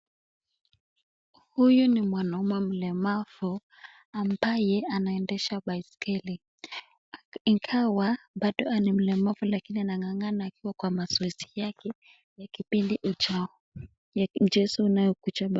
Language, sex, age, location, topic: Swahili, female, 18-24, Nakuru, education